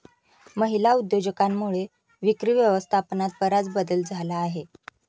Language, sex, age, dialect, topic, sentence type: Marathi, female, 31-35, Standard Marathi, banking, statement